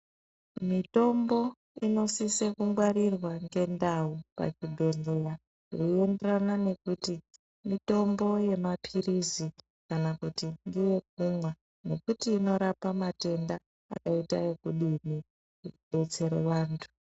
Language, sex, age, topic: Ndau, female, 18-24, health